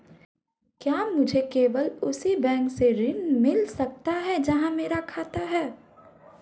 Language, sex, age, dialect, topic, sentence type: Hindi, female, 25-30, Marwari Dhudhari, banking, question